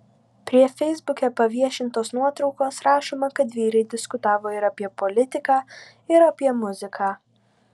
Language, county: Lithuanian, Vilnius